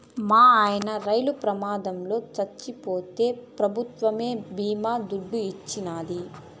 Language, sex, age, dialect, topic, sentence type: Telugu, female, 25-30, Southern, banking, statement